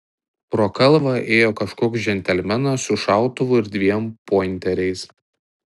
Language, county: Lithuanian, Tauragė